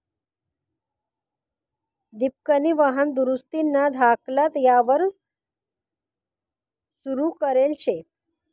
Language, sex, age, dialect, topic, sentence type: Marathi, female, 51-55, Northern Konkan, banking, statement